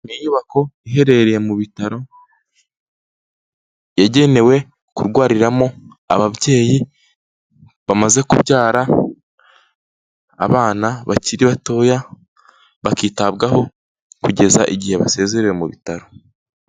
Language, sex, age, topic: Kinyarwanda, male, 18-24, health